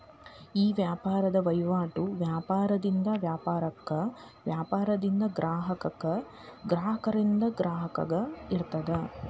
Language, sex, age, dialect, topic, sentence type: Kannada, female, 31-35, Dharwad Kannada, banking, statement